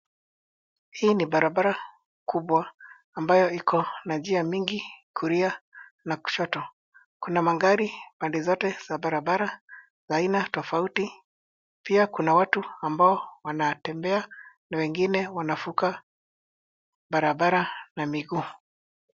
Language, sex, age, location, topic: Swahili, male, 50+, Nairobi, government